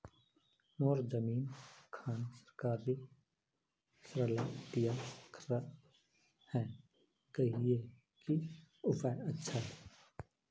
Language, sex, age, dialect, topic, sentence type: Magahi, male, 31-35, Northeastern/Surjapuri, agriculture, question